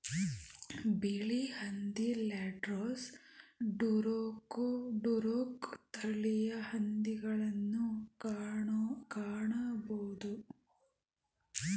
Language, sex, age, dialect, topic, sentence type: Kannada, female, 31-35, Mysore Kannada, agriculture, statement